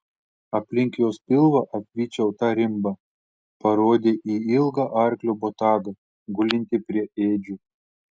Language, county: Lithuanian, Telšiai